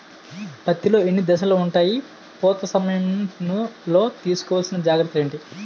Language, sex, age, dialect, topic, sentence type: Telugu, male, 18-24, Utterandhra, agriculture, question